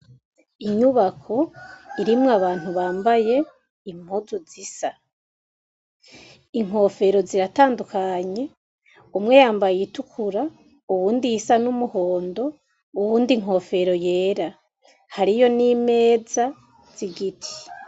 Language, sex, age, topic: Rundi, female, 25-35, education